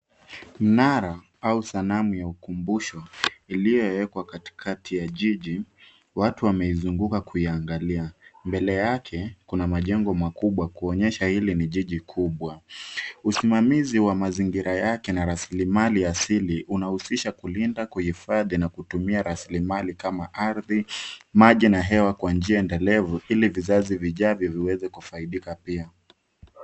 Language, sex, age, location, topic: Swahili, male, 25-35, Nairobi, government